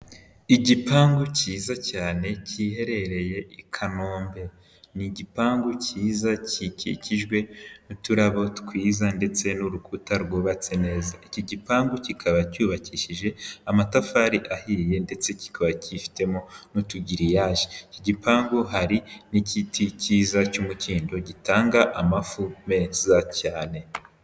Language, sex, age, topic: Kinyarwanda, male, 18-24, government